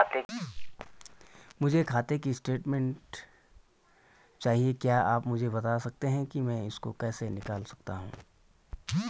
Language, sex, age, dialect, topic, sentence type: Hindi, male, 31-35, Garhwali, banking, question